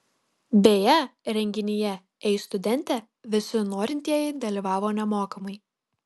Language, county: Lithuanian, Kaunas